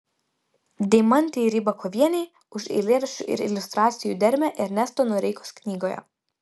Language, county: Lithuanian, Vilnius